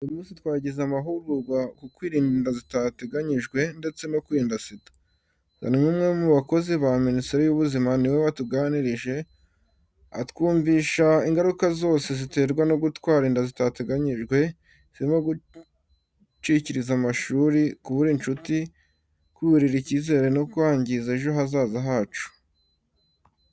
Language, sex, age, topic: Kinyarwanda, male, 18-24, education